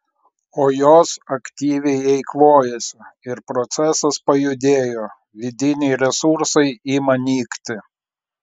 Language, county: Lithuanian, Klaipėda